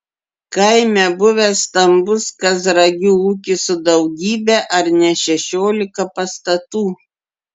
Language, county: Lithuanian, Klaipėda